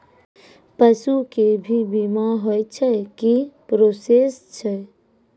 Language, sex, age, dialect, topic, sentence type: Maithili, female, 25-30, Angika, banking, question